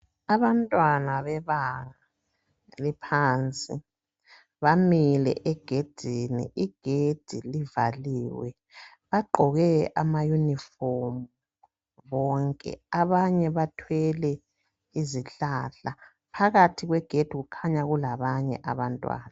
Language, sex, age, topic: North Ndebele, male, 50+, education